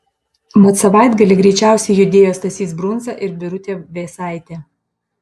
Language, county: Lithuanian, Panevėžys